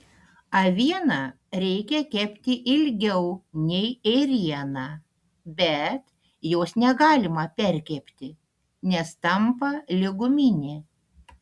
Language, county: Lithuanian, Panevėžys